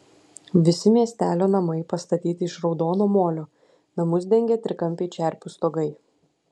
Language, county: Lithuanian, Klaipėda